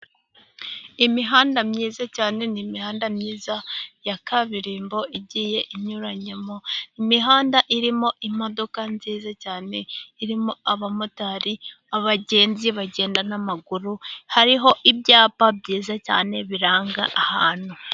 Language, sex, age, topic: Kinyarwanda, female, 18-24, government